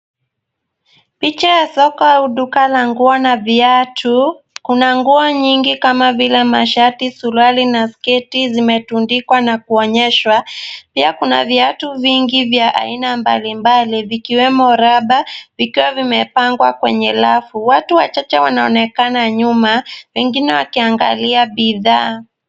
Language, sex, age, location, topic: Swahili, female, 18-24, Nairobi, finance